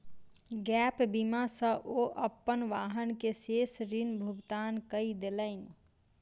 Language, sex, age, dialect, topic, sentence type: Maithili, female, 25-30, Southern/Standard, banking, statement